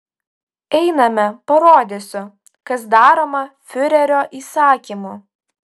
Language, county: Lithuanian, Utena